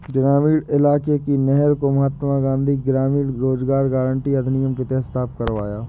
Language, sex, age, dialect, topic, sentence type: Hindi, male, 18-24, Awadhi Bundeli, banking, statement